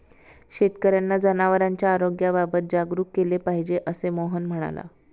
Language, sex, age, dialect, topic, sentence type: Marathi, female, 56-60, Standard Marathi, agriculture, statement